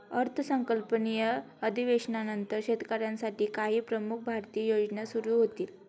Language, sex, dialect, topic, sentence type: Marathi, female, Standard Marathi, banking, statement